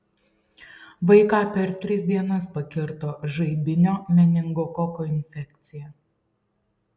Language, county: Lithuanian, Šiauliai